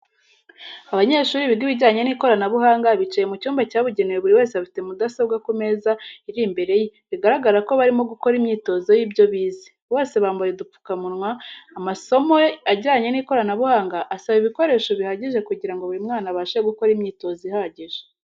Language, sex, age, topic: Kinyarwanda, female, 18-24, education